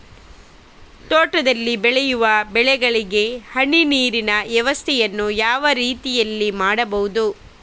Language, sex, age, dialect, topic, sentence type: Kannada, female, 36-40, Coastal/Dakshin, agriculture, question